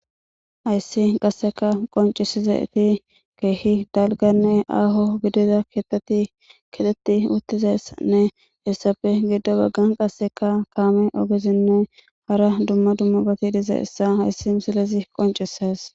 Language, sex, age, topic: Gamo, female, 18-24, government